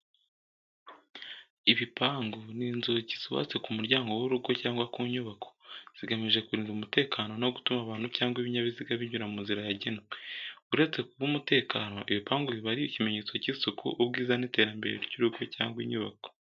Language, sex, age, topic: Kinyarwanda, male, 18-24, education